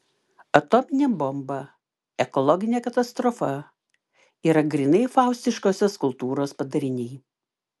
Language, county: Lithuanian, Klaipėda